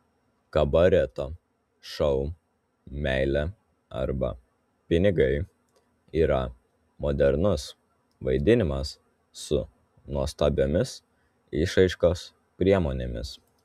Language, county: Lithuanian, Telšiai